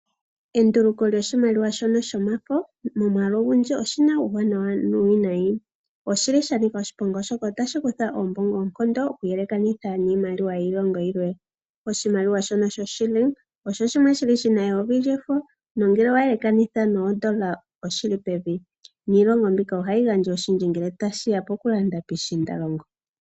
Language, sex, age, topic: Oshiwambo, female, 25-35, finance